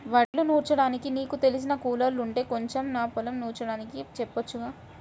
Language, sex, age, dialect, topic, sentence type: Telugu, female, 18-24, Central/Coastal, agriculture, statement